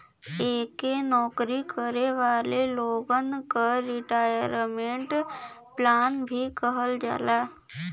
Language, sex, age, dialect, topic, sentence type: Bhojpuri, female, 60-100, Western, banking, statement